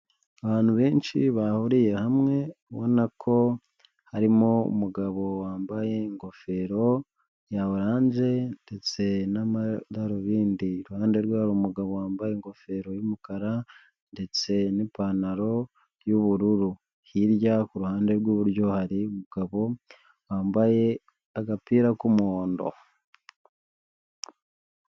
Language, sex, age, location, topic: Kinyarwanda, male, 25-35, Nyagatare, education